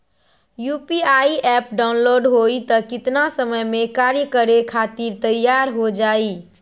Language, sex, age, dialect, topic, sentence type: Magahi, female, 41-45, Western, banking, question